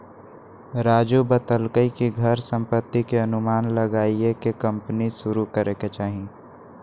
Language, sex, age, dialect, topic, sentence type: Magahi, male, 25-30, Western, banking, statement